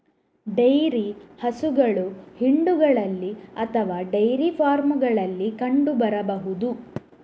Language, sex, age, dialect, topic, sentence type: Kannada, female, 31-35, Coastal/Dakshin, agriculture, statement